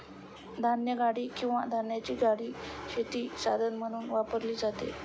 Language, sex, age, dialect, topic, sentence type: Marathi, female, 25-30, Standard Marathi, agriculture, statement